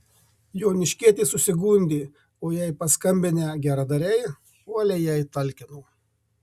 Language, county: Lithuanian, Marijampolė